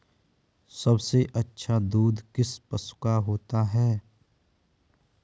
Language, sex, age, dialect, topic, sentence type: Hindi, male, 25-30, Kanauji Braj Bhasha, agriculture, question